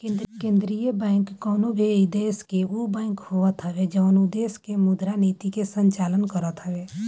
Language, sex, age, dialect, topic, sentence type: Bhojpuri, male, 18-24, Northern, banking, statement